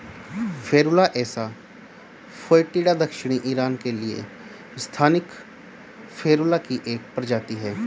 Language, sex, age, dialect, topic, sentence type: Hindi, male, 31-35, Hindustani Malvi Khadi Boli, agriculture, statement